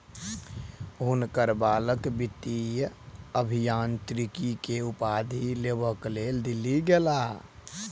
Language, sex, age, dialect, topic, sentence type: Maithili, male, 18-24, Southern/Standard, banking, statement